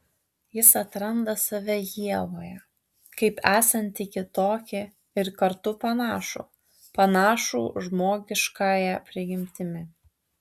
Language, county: Lithuanian, Tauragė